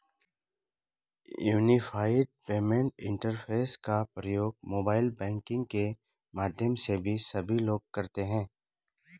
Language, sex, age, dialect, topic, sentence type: Hindi, male, 36-40, Garhwali, banking, statement